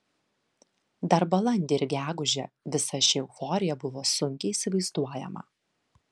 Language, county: Lithuanian, Vilnius